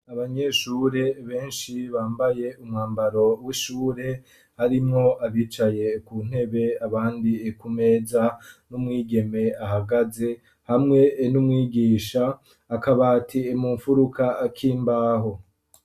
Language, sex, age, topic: Rundi, male, 25-35, education